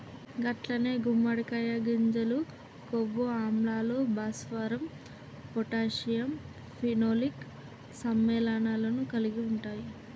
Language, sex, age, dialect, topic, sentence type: Telugu, male, 31-35, Telangana, agriculture, statement